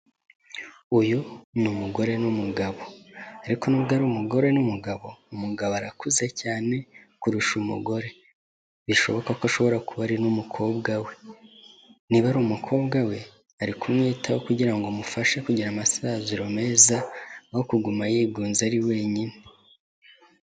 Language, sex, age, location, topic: Kinyarwanda, male, 18-24, Kigali, health